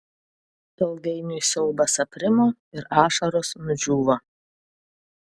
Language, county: Lithuanian, Vilnius